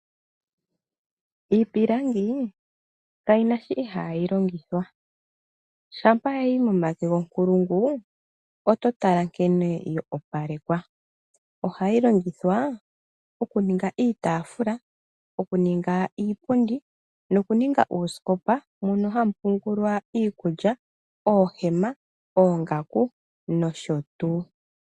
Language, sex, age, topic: Oshiwambo, female, 25-35, finance